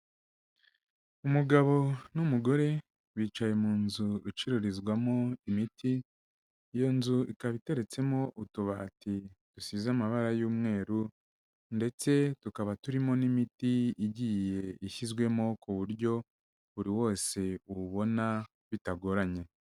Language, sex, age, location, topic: Kinyarwanda, male, 36-49, Kigali, agriculture